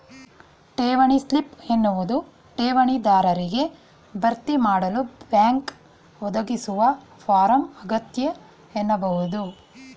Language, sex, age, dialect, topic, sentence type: Kannada, female, 41-45, Mysore Kannada, banking, statement